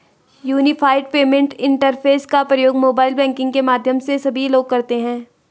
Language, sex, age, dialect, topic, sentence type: Hindi, female, 18-24, Garhwali, banking, statement